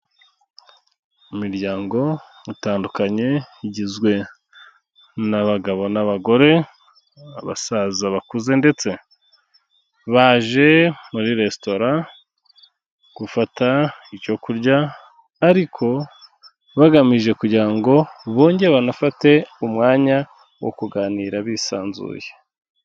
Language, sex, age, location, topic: Kinyarwanda, male, 36-49, Kigali, health